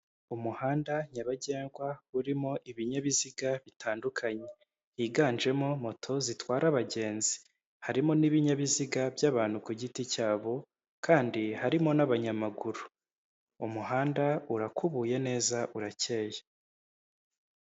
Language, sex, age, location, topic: Kinyarwanda, male, 25-35, Kigali, government